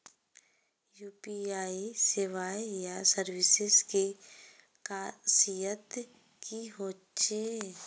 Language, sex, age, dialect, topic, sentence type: Magahi, female, 25-30, Northeastern/Surjapuri, banking, question